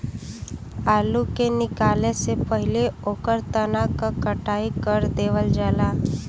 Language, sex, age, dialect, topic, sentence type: Bhojpuri, female, 18-24, Western, agriculture, statement